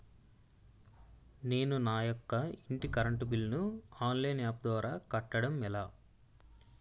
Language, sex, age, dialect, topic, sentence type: Telugu, male, 25-30, Utterandhra, banking, question